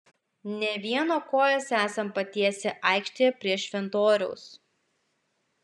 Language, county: Lithuanian, Klaipėda